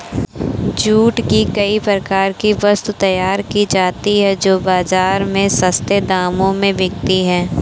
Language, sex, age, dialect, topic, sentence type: Hindi, female, 18-24, Awadhi Bundeli, agriculture, statement